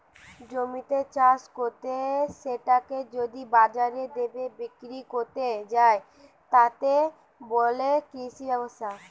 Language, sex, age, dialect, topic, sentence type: Bengali, female, 18-24, Western, agriculture, statement